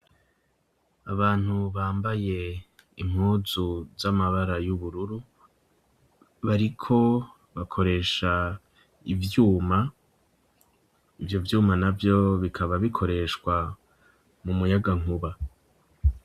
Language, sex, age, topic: Rundi, male, 25-35, education